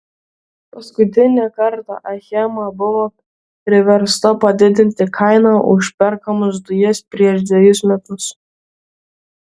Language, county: Lithuanian, Vilnius